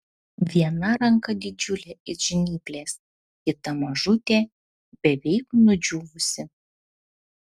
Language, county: Lithuanian, Panevėžys